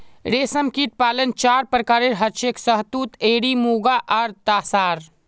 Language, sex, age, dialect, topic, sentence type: Magahi, male, 41-45, Northeastern/Surjapuri, agriculture, statement